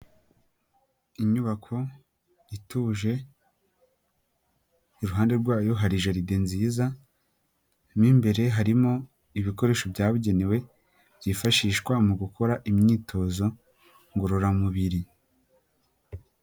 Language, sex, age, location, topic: Kinyarwanda, male, 18-24, Huye, health